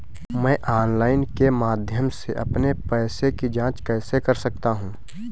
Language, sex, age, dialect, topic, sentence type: Hindi, male, 18-24, Awadhi Bundeli, banking, question